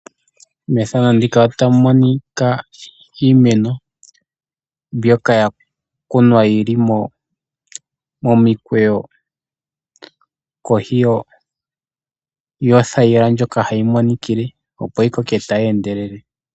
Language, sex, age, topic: Oshiwambo, male, 18-24, agriculture